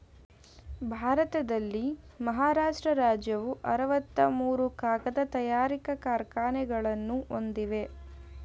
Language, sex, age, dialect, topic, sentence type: Kannada, female, 18-24, Mysore Kannada, agriculture, statement